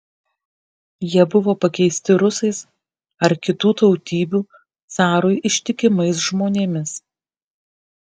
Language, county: Lithuanian, Kaunas